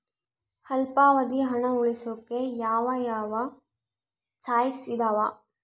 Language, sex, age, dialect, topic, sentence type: Kannada, female, 51-55, Central, banking, question